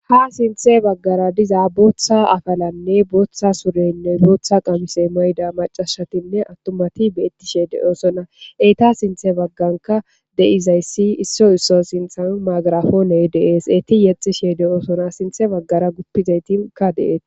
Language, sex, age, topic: Gamo, female, 18-24, government